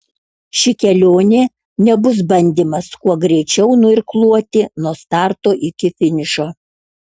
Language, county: Lithuanian, Kaunas